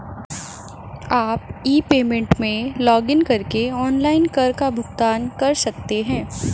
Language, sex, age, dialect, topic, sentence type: Hindi, female, 25-30, Hindustani Malvi Khadi Boli, banking, statement